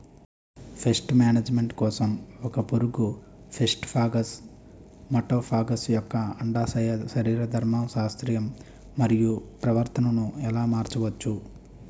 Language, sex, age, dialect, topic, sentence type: Telugu, male, 25-30, Utterandhra, agriculture, question